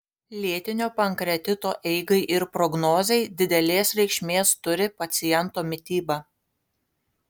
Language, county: Lithuanian, Kaunas